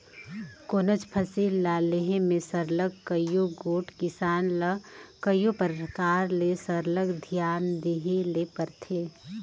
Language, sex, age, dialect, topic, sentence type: Chhattisgarhi, female, 31-35, Northern/Bhandar, agriculture, statement